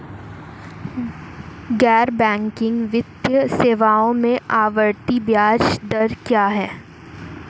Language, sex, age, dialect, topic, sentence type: Hindi, female, 18-24, Marwari Dhudhari, banking, question